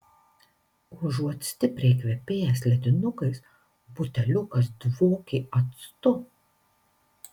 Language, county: Lithuanian, Marijampolė